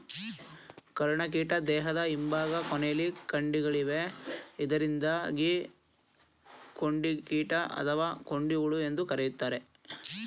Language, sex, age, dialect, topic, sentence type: Kannada, male, 18-24, Mysore Kannada, agriculture, statement